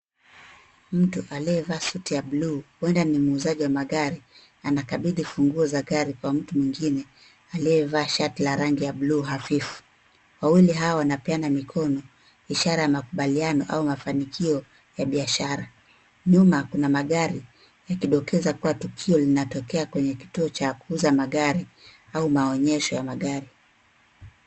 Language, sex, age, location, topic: Swahili, female, 36-49, Nairobi, finance